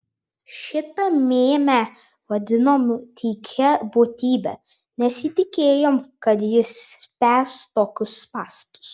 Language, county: Lithuanian, Vilnius